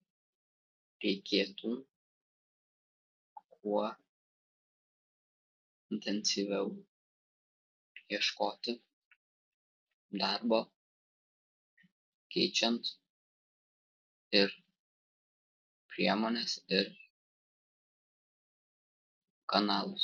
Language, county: Lithuanian, Vilnius